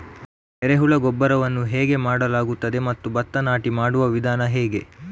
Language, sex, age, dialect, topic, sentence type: Kannada, male, 36-40, Coastal/Dakshin, agriculture, question